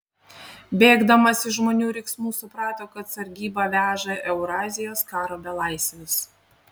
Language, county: Lithuanian, Panevėžys